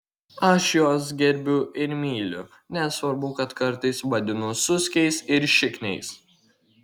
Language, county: Lithuanian, Kaunas